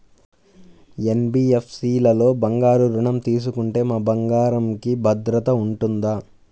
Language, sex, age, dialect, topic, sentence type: Telugu, male, 18-24, Central/Coastal, banking, question